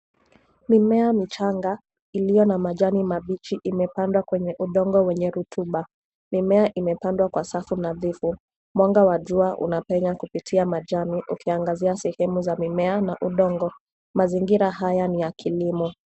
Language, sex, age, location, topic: Swahili, female, 18-24, Nairobi, health